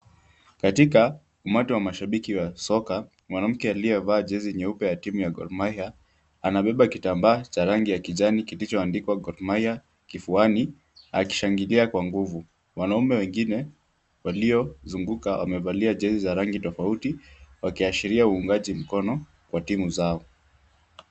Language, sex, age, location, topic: Swahili, male, 18-24, Kisumu, government